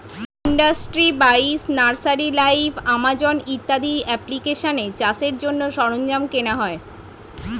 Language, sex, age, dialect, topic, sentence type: Bengali, female, 31-35, Northern/Varendri, agriculture, statement